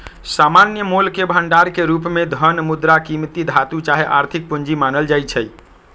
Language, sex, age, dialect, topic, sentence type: Magahi, male, 31-35, Western, banking, statement